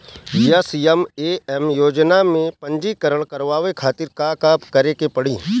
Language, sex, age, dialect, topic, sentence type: Bhojpuri, male, 31-35, Southern / Standard, agriculture, question